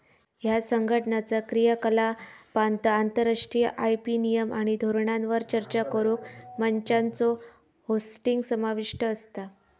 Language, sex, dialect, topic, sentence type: Marathi, female, Southern Konkan, banking, statement